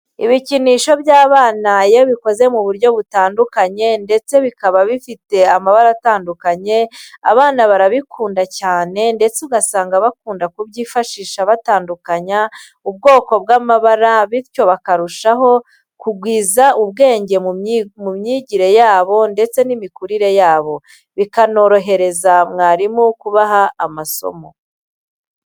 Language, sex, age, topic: Kinyarwanda, female, 25-35, education